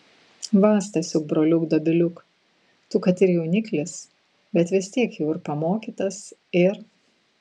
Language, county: Lithuanian, Vilnius